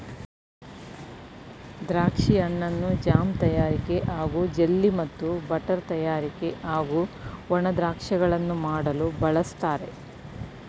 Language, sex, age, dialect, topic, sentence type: Kannada, female, 41-45, Mysore Kannada, agriculture, statement